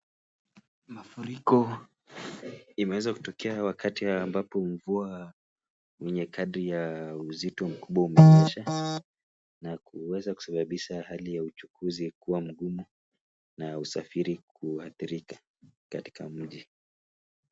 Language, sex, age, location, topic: Swahili, male, 25-35, Nakuru, health